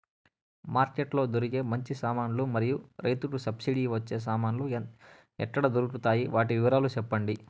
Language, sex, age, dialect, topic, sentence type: Telugu, male, 18-24, Southern, agriculture, question